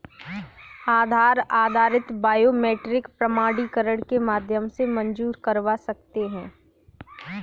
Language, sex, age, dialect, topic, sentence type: Hindi, female, 18-24, Kanauji Braj Bhasha, banking, statement